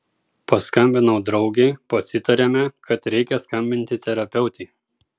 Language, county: Lithuanian, Kaunas